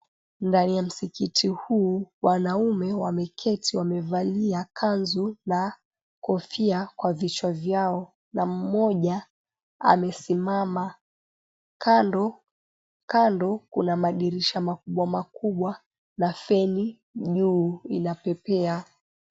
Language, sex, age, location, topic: Swahili, female, 25-35, Mombasa, government